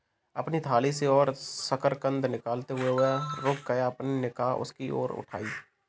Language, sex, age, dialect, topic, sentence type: Hindi, male, 18-24, Kanauji Braj Bhasha, agriculture, statement